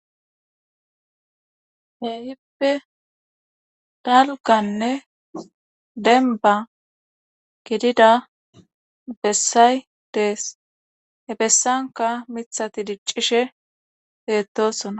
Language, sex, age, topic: Gamo, female, 36-49, government